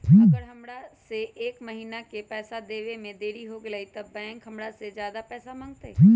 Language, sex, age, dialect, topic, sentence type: Magahi, male, 25-30, Western, banking, question